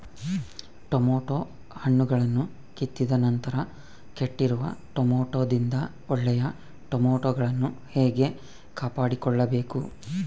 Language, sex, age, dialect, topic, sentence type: Kannada, male, 25-30, Central, agriculture, question